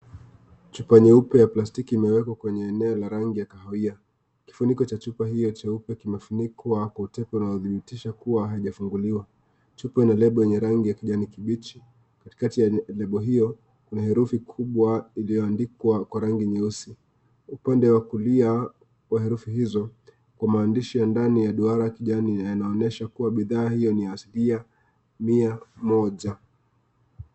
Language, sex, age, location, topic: Swahili, male, 25-35, Nakuru, health